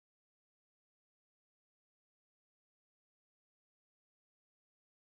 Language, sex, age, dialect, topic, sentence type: Telugu, female, 18-24, Southern, agriculture, statement